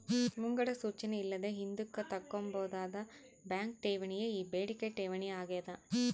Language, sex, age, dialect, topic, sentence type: Kannada, female, 25-30, Central, banking, statement